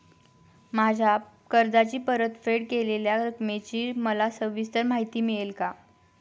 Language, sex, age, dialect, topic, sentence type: Marathi, female, 18-24, Standard Marathi, banking, question